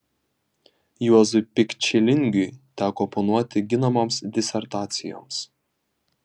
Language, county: Lithuanian, Vilnius